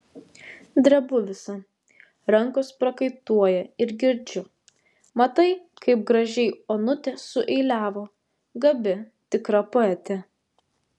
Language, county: Lithuanian, Vilnius